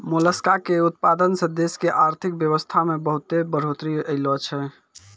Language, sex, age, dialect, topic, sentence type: Maithili, male, 56-60, Angika, agriculture, statement